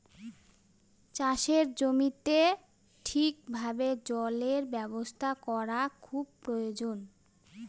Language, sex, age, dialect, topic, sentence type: Bengali, female, 31-35, Northern/Varendri, agriculture, statement